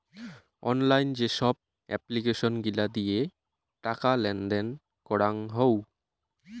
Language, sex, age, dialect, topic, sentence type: Bengali, male, 18-24, Rajbangshi, banking, statement